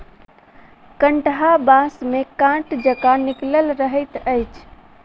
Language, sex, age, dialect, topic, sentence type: Maithili, female, 18-24, Southern/Standard, agriculture, statement